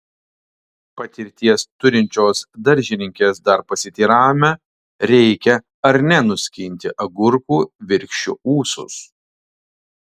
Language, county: Lithuanian, Alytus